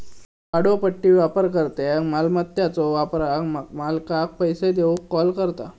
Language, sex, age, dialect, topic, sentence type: Marathi, male, 56-60, Southern Konkan, banking, statement